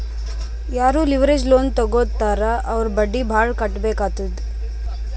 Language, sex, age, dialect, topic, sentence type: Kannada, female, 25-30, Northeastern, banking, statement